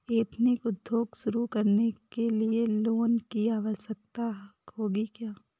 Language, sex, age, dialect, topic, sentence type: Hindi, female, 18-24, Awadhi Bundeli, banking, statement